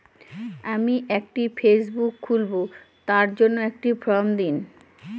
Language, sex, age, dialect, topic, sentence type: Bengali, female, 18-24, Northern/Varendri, banking, question